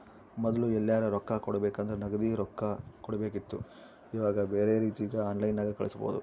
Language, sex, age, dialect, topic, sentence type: Kannada, male, 60-100, Central, banking, statement